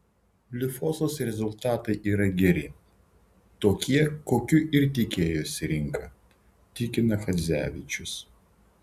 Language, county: Lithuanian, Vilnius